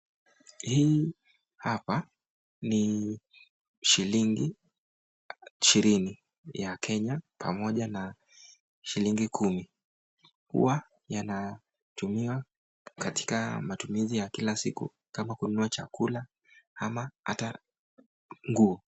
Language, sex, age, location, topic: Swahili, male, 25-35, Nakuru, finance